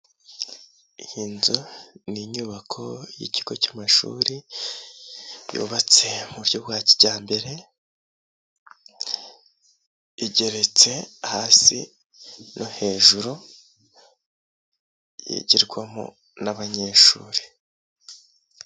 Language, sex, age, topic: Kinyarwanda, male, 25-35, education